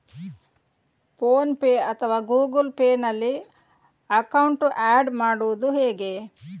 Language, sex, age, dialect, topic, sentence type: Kannada, female, 18-24, Coastal/Dakshin, banking, question